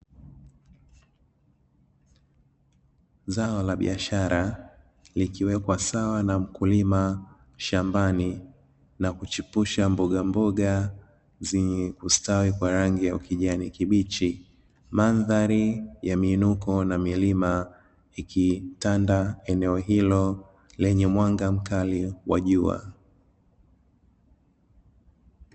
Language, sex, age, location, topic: Swahili, male, 25-35, Dar es Salaam, agriculture